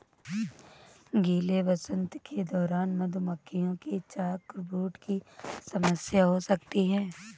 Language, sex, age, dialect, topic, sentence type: Hindi, female, 18-24, Awadhi Bundeli, agriculture, statement